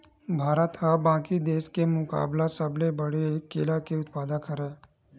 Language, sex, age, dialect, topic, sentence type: Chhattisgarhi, male, 46-50, Western/Budati/Khatahi, agriculture, statement